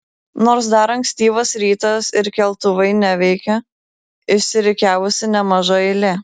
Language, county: Lithuanian, Vilnius